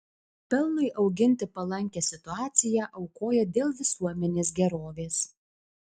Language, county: Lithuanian, Alytus